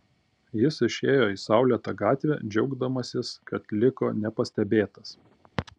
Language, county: Lithuanian, Panevėžys